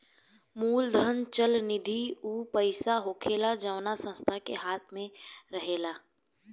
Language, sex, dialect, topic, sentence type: Bhojpuri, female, Southern / Standard, banking, statement